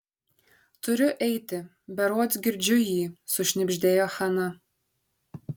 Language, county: Lithuanian, Šiauliai